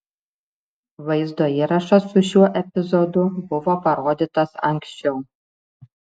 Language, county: Lithuanian, Šiauliai